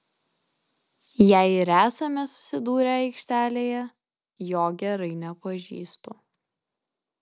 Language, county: Lithuanian, Alytus